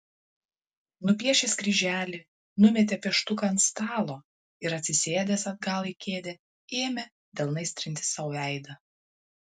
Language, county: Lithuanian, Klaipėda